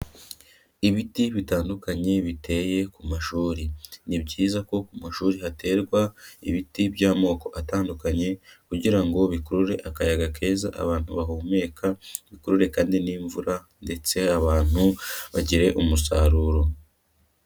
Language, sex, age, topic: Kinyarwanda, male, 25-35, education